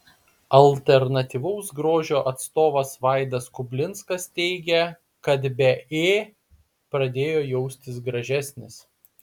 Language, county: Lithuanian, Panevėžys